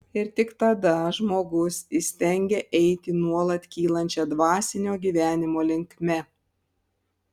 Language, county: Lithuanian, Panevėžys